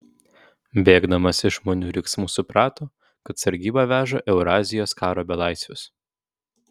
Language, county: Lithuanian, Vilnius